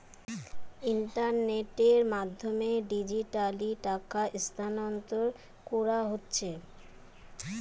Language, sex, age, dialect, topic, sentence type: Bengali, female, 31-35, Western, banking, statement